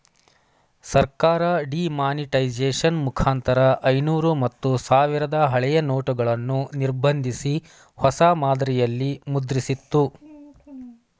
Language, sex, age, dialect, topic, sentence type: Kannada, male, 25-30, Mysore Kannada, banking, statement